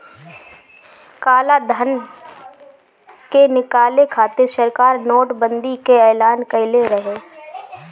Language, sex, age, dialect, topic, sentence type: Bhojpuri, female, 25-30, Northern, banking, statement